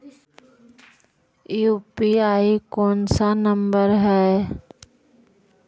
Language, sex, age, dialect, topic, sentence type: Magahi, female, 60-100, Central/Standard, banking, question